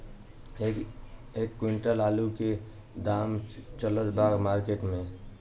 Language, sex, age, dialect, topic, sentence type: Bhojpuri, male, 18-24, Southern / Standard, agriculture, question